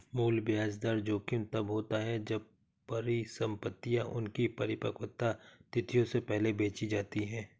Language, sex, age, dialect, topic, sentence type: Hindi, male, 36-40, Awadhi Bundeli, banking, statement